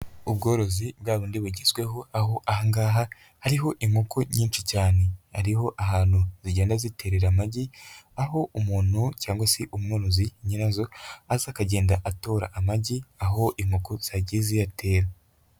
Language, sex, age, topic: Kinyarwanda, male, 25-35, agriculture